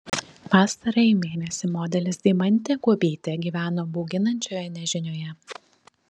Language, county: Lithuanian, Šiauliai